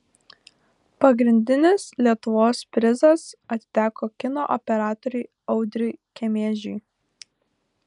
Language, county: Lithuanian, Kaunas